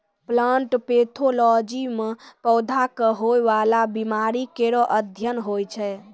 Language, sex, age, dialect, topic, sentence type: Maithili, female, 18-24, Angika, agriculture, statement